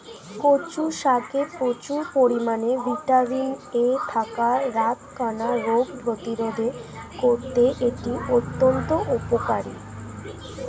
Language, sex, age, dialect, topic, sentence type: Bengali, female, 25-30, Standard Colloquial, agriculture, statement